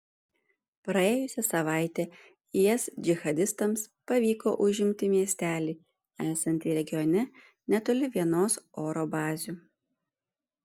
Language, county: Lithuanian, Panevėžys